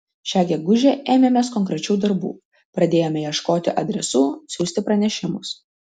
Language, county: Lithuanian, Vilnius